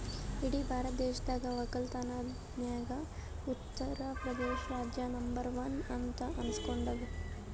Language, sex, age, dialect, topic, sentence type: Kannada, male, 18-24, Northeastern, agriculture, statement